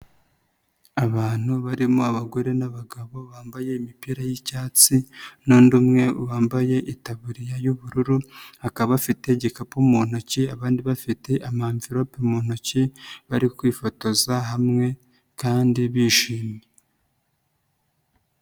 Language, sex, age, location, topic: Kinyarwanda, female, 25-35, Nyagatare, health